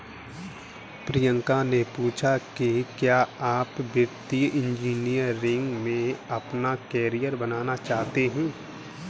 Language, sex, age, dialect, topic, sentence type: Hindi, male, 31-35, Kanauji Braj Bhasha, banking, statement